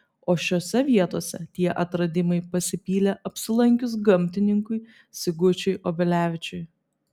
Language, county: Lithuanian, Vilnius